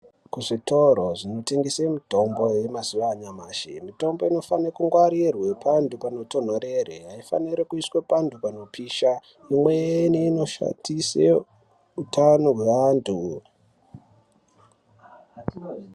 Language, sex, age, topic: Ndau, male, 18-24, health